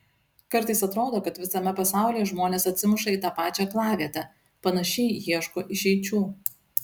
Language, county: Lithuanian, Utena